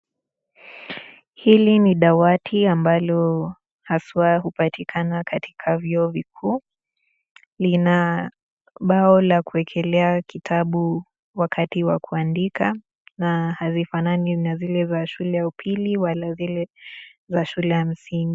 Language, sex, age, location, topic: Swahili, female, 18-24, Nakuru, education